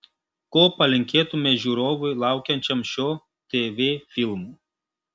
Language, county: Lithuanian, Marijampolė